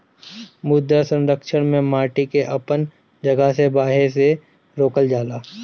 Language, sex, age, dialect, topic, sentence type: Bhojpuri, male, 25-30, Northern, agriculture, statement